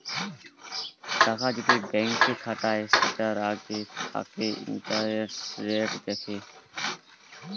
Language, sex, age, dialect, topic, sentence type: Bengali, male, 18-24, Jharkhandi, banking, statement